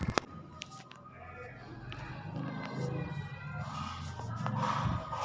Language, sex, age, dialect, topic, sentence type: Chhattisgarhi, female, 18-24, Western/Budati/Khatahi, agriculture, question